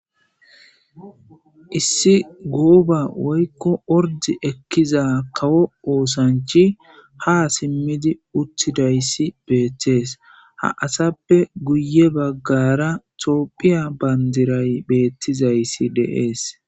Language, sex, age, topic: Gamo, male, 25-35, government